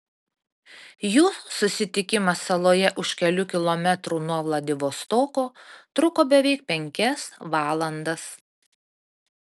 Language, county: Lithuanian, Panevėžys